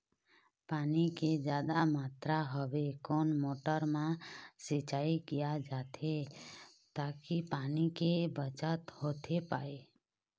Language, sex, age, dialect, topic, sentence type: Chhattisgarhi, female, 25-30, Eastern, agriculture, question